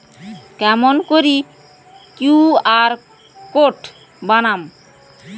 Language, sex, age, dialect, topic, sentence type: Bengali, female, 18-24, Rajbangshi, banking, question